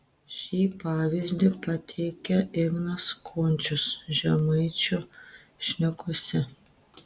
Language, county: Lithuanian, Telšiai